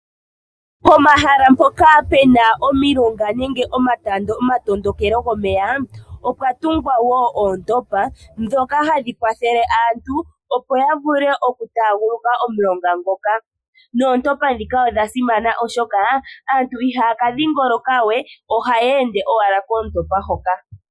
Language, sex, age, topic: Oshiwambo, female, 25-35, agriculture